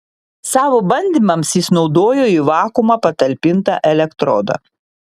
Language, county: Lithuanian, Panevėžys